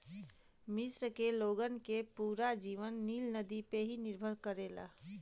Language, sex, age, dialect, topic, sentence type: Bhojpuri, female, 31-35, Western, agriculture, statement